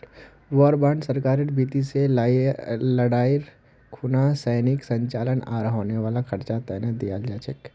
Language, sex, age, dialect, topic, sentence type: Magahi, male, 46-50, Northeastern/Surjapuri, banking, statement